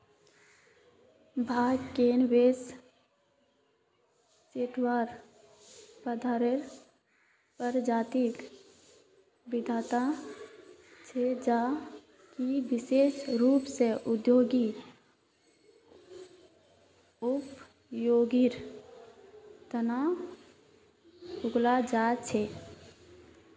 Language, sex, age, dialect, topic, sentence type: Magahi, female, 18-24, Northeastern/Surjapuri, agriculture, statement